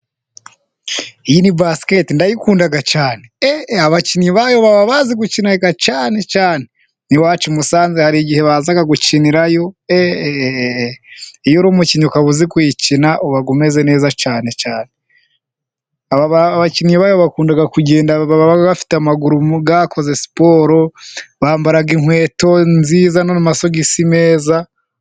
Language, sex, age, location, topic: Kinyarwanda, male, 25-35, Musanze, government